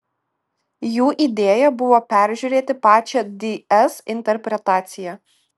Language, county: Lithuanian, Klaipėda